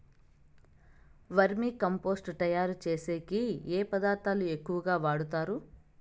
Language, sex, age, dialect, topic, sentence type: Telugu, female, 25-30, Southern, agriculture, question